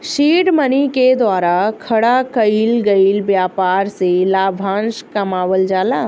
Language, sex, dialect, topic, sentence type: Bhojpuri, female, Southern / Standard, banking, statement